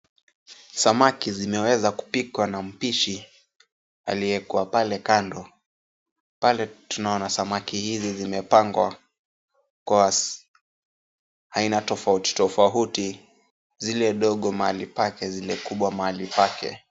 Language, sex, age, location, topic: Swahili, male, 18-24, Kisumu, finance